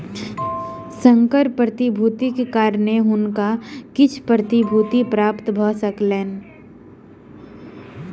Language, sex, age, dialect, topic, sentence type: Maithili, female, 18-24, Southern/Standard, banking, statement